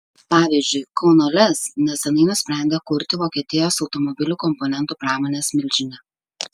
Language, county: Lithuanian, Kaunas